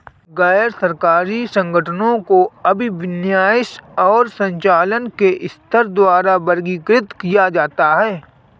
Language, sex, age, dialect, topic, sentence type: Hindi, male, 25-30, Awadhi Bundeli, banking, statement